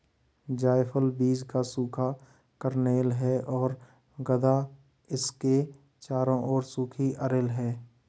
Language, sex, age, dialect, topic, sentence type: Hindi, male, 31-35, Marwari Dhudhari, agriculture, statement